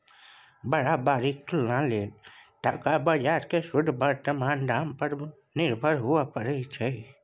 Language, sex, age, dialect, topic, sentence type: Maithili, male, 60-100, Bajjika, banking, statement